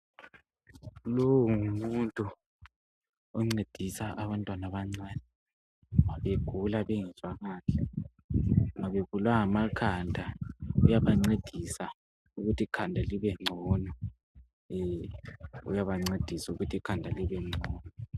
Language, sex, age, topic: North Ndebele, female, 50+, health